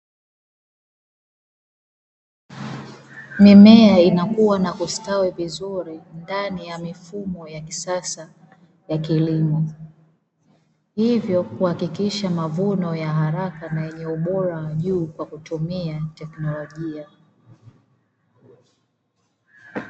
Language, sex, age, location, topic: Swahili, female, 25-35, Dar es Salaam, agriculture